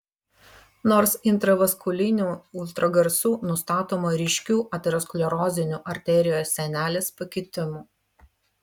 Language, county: Lithuanian, Vilnius